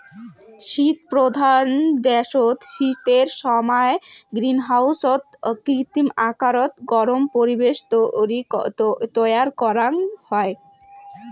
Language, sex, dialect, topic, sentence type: Bengali, female, Rajbangshi, agriculture, statement